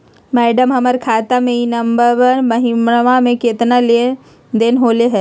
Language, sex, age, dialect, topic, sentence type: Magahi, female, 31-35, Southern, banking, question